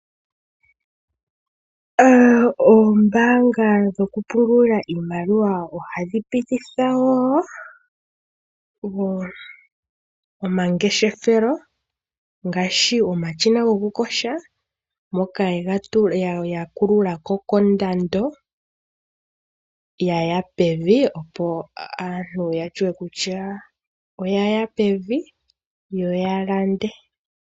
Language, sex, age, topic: Oshiwambo, female, 18-24, finance